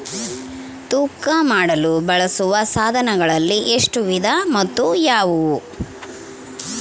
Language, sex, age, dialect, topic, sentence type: Kannada, female, 36-40, Central, agriculture, question